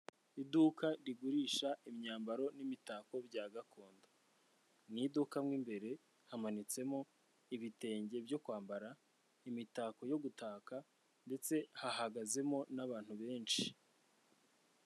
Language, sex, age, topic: Kinyarwanda, male, 25-35, finance